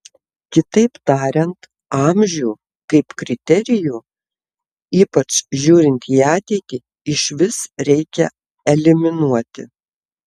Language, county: Lithuanian, Tauragė